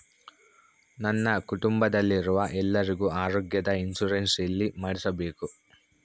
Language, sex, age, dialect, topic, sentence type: Kannada, male, 18-24, Central, banking, question